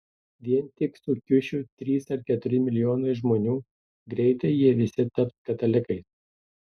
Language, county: Lithuanian, Tauragė